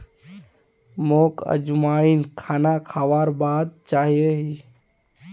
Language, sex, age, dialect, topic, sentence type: Magahi, male, 18-24, Northeastern/Surjapuri, agriculture, statement